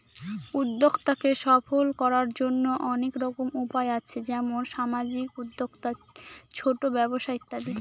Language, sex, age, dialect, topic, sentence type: Bengali, female, 18-24, Northern/Varendri, banking, statement